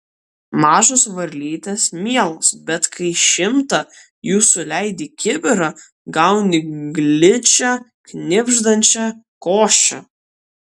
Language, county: Lithuanian, Kaunas